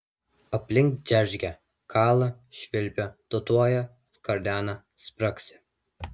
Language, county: Lithuanian, Vilnius